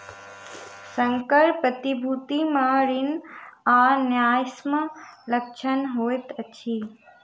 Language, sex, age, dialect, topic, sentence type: Maithili, female, 31-35, Southern/Standard, banking, statement